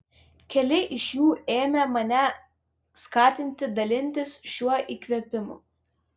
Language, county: Lithuanian, Vilnius